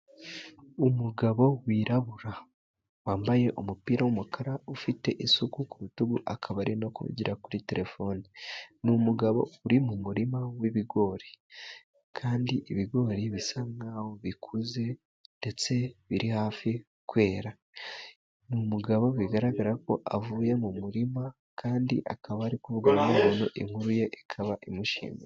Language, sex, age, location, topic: Kinyarwanda, male, 18-24, Musanze, agriculture